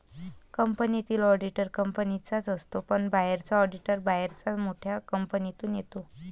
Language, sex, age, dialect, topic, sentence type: Marathi, female, 25-30, Varhadi, banking, statement